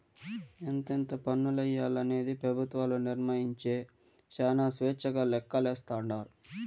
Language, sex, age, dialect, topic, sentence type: Telugu, male, 18-24, Southern, banking, statement